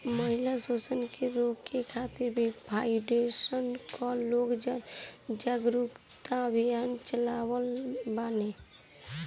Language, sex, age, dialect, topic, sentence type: Bhojpuri, female, 18-24, Northern, banking, statement